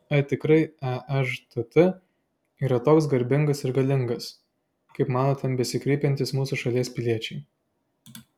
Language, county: Lithuanian, Klaipėda